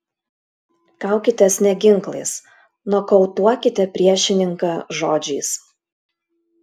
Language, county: Lithuanian, Klaipėda